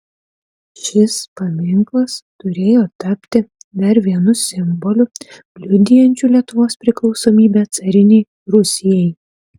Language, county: Lithuanian, Utena